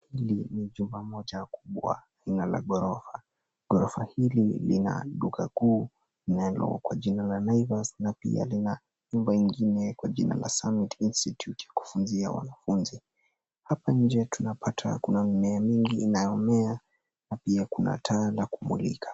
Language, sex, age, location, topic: Swahili, male, 18-24, Nairobi, finance